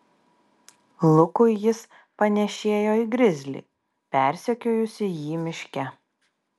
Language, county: Lithuanian, Vilnius